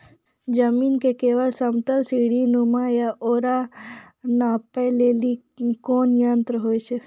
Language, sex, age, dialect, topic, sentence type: Maithili, female, 51-55, Angika, agriculture, question